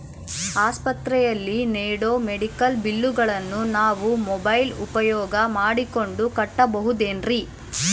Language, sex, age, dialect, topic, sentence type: Kannada, female, 18-24, Central, banking, question